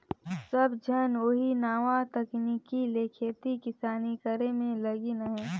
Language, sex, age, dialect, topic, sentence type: Chhattisgarhi, female, 25-30, Northern/Bhandar, banking, statement